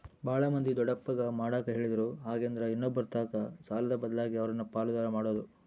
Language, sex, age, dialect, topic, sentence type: Kannada, male, 60-100, Central, banking, statement